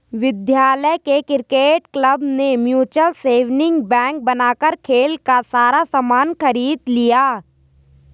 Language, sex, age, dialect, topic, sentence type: Hindi, female, 18-24, Garhwali, banking, statement